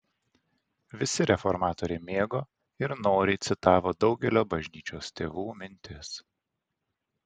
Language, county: Lithuanian, Vilnius